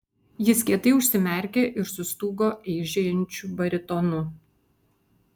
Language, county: Lithuanian, Vilnius